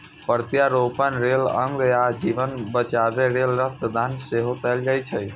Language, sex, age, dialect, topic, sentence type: Maithili, female, 46-50, Eastern / Thethi, banking, statement